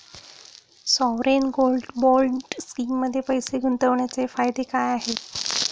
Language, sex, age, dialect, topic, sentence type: Marathi, female, 36-40, Standard Marathi, banking, question